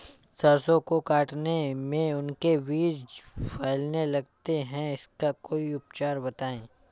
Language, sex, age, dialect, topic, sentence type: Hindi, male, 25-30, Awadhi Bundeli, agriculture, question